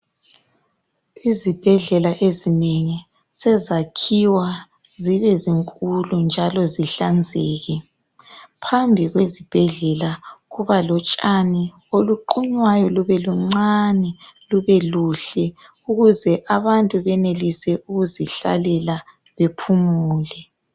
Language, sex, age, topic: North Ndebele, female, 18-24, health